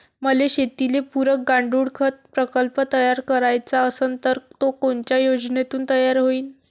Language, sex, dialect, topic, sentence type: Marathi, female, Varhadi, agriculture, question